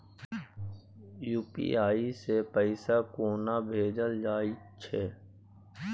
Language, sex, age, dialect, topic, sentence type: Maithili, male, 18-24, Bajjika, banking, statement